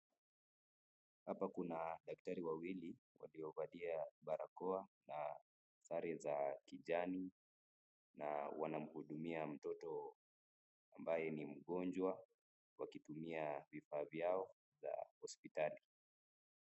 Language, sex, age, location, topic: Swahili, male, 18-24, Nakuru, health